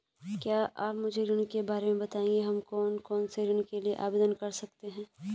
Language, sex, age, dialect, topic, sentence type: Hindi, male, 18-24, Garhwali, banking, question